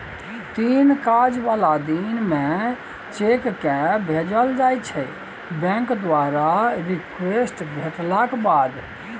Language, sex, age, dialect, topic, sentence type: Maithili, male, 56-60, Bajjika, banking, statement